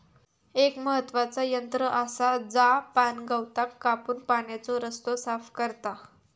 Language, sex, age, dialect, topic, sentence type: Marathi, female, 41-45, Southern Konkan, agriculture, statement